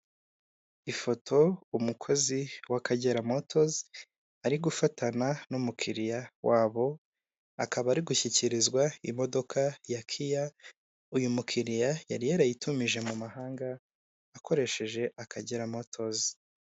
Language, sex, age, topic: Kinyarwanda, male, 18-24, finance